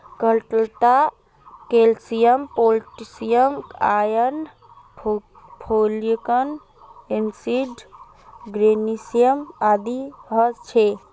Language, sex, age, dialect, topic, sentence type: Magahi, female, 31-35, Northeastern/Surjapuri, agriculture, statement